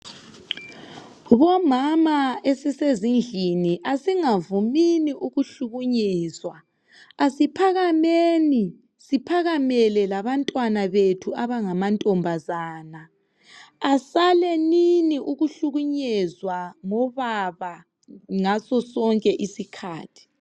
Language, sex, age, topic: North Ndebele, female, 25-35, health